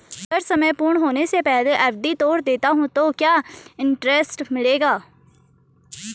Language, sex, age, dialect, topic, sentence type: Hindi, female, 36-40, Garhwali, banking, question